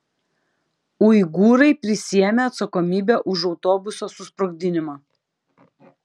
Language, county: Lithuanian, Klaipėda